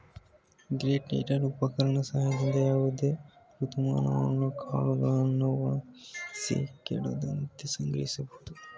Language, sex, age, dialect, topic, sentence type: Kannada, male, 18-24, Mysore Kannada, agriculture, statement